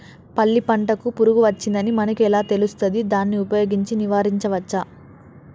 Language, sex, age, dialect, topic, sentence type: Telugu, female, 18-24, Telangana, agriculture, question